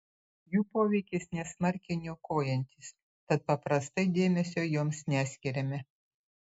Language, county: Lithuanian, Utena